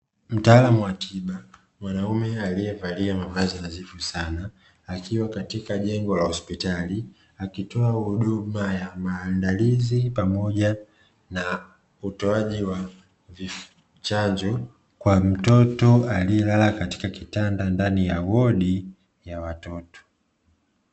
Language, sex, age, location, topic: Swahili, male, 25-35, Dar es Salaam, health